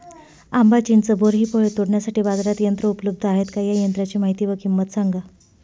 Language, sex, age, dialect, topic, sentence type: Marathi, female, 25-30, Northern Konkan, agriculture, question